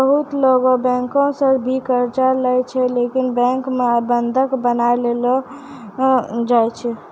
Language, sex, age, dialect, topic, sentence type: Maithili, female, 18-24, Angika, banking, statement